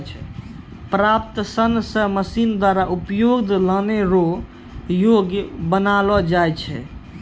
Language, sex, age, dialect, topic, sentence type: Maithili, male, 51-55, Angika, agriculture, statement